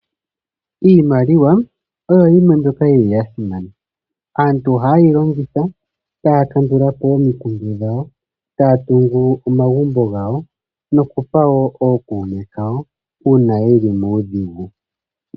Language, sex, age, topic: Oshiwambo, male, 25-35, finance